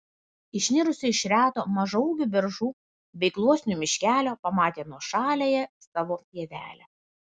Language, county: Lithuanian, Vilnius